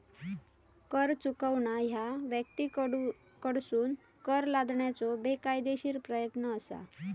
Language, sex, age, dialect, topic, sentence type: Marathi, female, 25-30, Southern Konkan, banking, statement